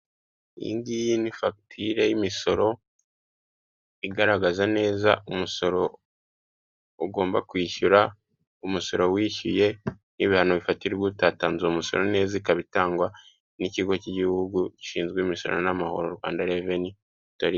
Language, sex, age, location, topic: Kinyarwanda, male, 36-49, Kigali, finance